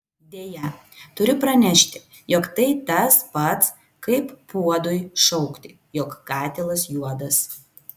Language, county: Lithuanian, Vilnius